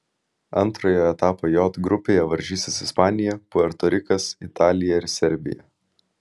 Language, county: Lithuanian, Vilnius